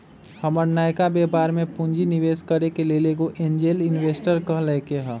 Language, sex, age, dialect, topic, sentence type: Magahi, male, 25-30, Western, banking, statement